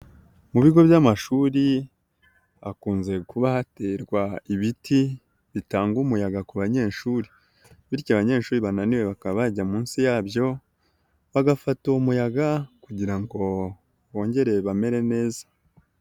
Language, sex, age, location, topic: Kinyarwanda, female, 18-24, Nyagatare, education